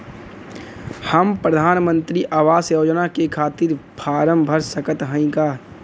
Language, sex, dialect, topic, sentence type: Bhojpuri, male, Western, banking, question